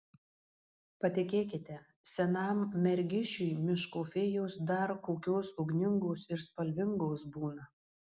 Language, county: Lithuanian, Marijampolė